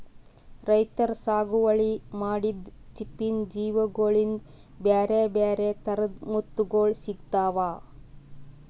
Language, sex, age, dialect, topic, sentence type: Kannada, female, 18-24, Northeastern, agriculture, statement